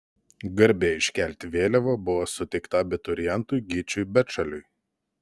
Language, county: Lithuanian, Telšiai